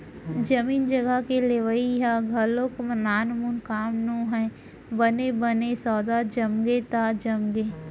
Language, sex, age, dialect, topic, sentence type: Chhattisgarhi, female, 60-100, Central, banking, statement